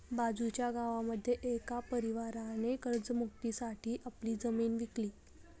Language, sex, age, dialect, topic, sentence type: Marathi, female, 18-24, Northern Konkan, banking, statement